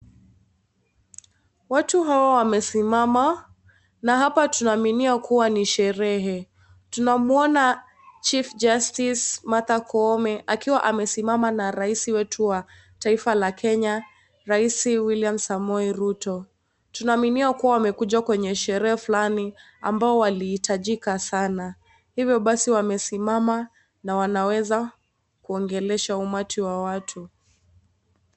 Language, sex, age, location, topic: Swahili, female, 18-24, Kisii, government